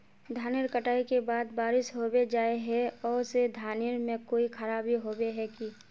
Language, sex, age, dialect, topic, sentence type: Magahi, female, 25-30, Northeastern/Surjapuri, agriculture, question